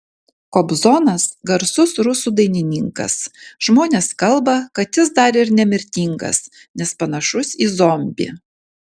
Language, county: Lithuanian, Kaunas